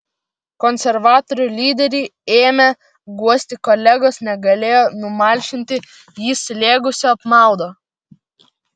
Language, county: Lithuanian, Vilnius